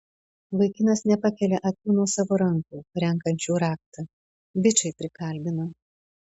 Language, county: Lithuanian, Panevėžys